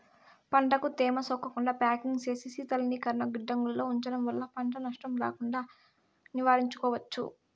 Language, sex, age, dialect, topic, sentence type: Telugu, female, 18-24, Southern, agriculture, statement